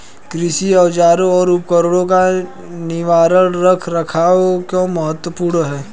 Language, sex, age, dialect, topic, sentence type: Hindi, male, 18-24, Hindustani Malvi Khadi Boli, agriculture, question